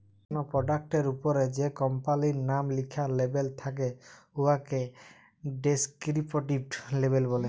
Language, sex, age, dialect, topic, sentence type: Bengali, male, 31-35, Jharkhandi, banking, statement